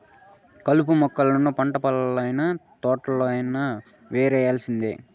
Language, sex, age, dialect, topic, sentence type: Telugu, male, 18-24, Southern, agriculture, statement